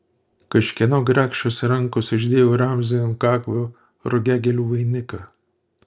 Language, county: Lithuanian, Utena